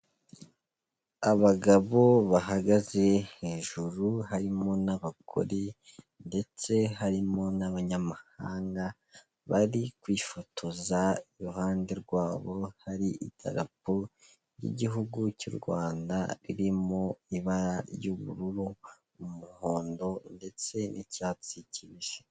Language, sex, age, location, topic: Kinyarwanda, male, 18-24, Kigali, health